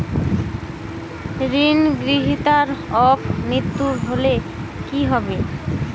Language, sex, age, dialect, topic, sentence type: Bengali, female, 25-30, Western, banking, question